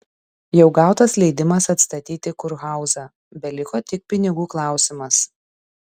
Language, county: Lithuanian, Šiauliai